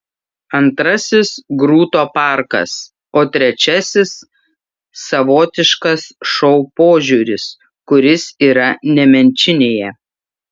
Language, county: Lithuanian, Šiauliai